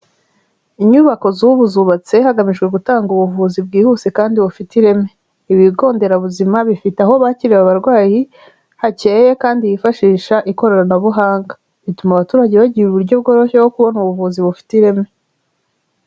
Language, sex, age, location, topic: Kinyarwanda, female, 25-35, Kigali, health